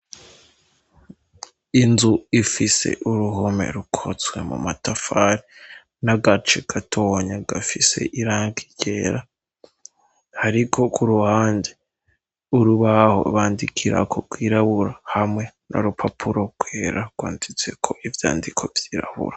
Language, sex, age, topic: Rundi, male, 18-24, education